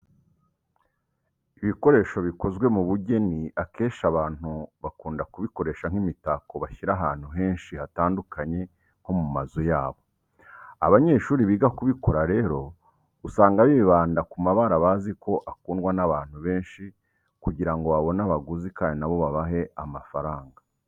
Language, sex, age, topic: Kinyarwanda, male, 36-49, education